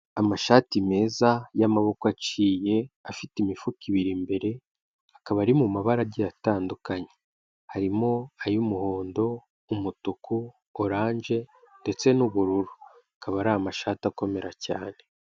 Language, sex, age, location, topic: Kinyarwanda, male, 18-24, Kigali, finance